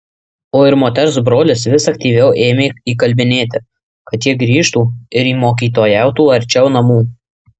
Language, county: Lithuanian, Marijampolė